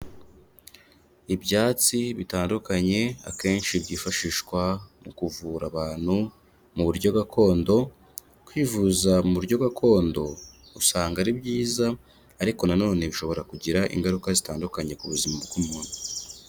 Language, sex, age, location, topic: Kinyarwanda, male, 25-35, Kigali, health